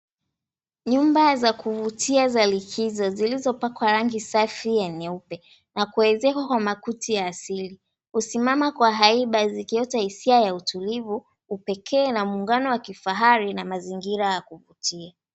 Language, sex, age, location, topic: Swahili, female, 18-24, Mombasa, government